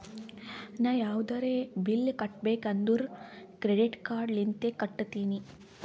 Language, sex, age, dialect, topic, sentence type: Kannada, female, 46-50, Northeastern, banking, statement